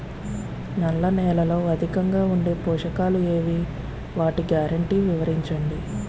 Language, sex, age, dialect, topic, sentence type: Telugu, female, 25-30, Utterandhra, agriculture, question